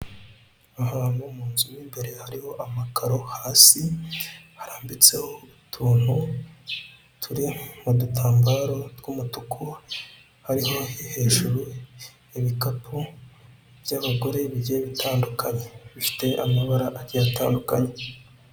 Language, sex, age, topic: Kinyarwanda, male, 25-35, finance